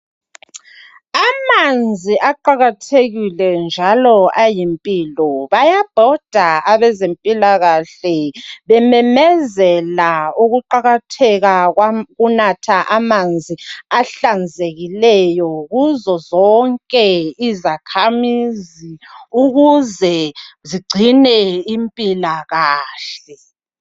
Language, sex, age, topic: North Ndebele, female, 36-49, health